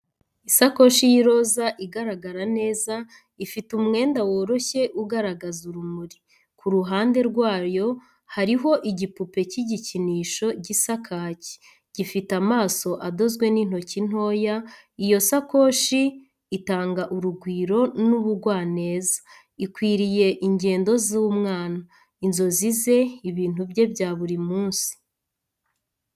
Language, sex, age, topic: Kinyarwanda, female, 25-35, education